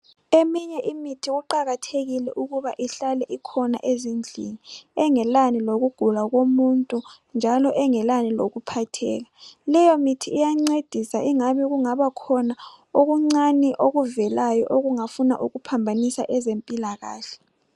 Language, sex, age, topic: North Ndebele, female, 25-35, health